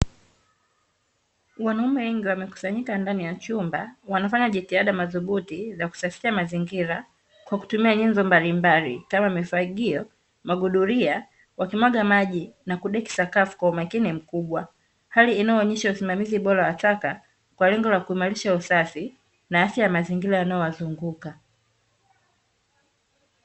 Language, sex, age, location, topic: Swahili, female, 36-49, Dar es Salaam, government